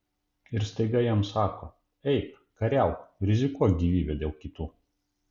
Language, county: Lithuanian, Panevėžys